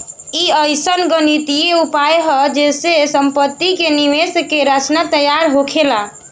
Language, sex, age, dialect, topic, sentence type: Bhojpuri, female, <18, Southern / Standard, banking, statement